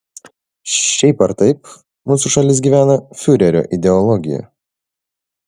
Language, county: Lithuanian, Šiauliai